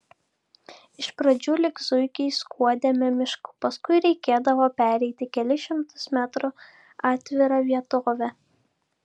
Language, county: Lithuanian, Klaipėda